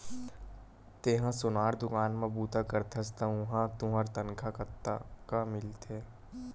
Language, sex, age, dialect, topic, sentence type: Chhattisgarhi, male, 18-24, Western/Budati/Khatahi, banking, statement